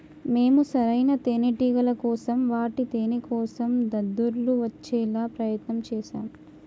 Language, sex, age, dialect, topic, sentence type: Telugu, female, 18-24, Telangana, agriculture, statement